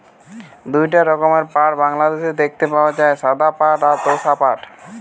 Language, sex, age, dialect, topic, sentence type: Bengali, male, 18-24, Western, agriculture, statement